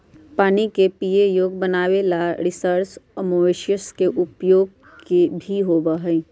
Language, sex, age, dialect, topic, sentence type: Magahi, female, 46-50, Western, agriculture, statement